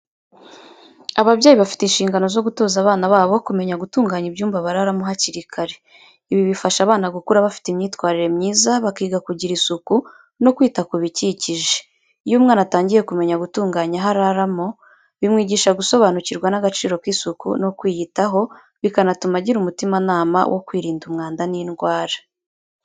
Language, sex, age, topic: Kinyarwanda, female, 25-35, education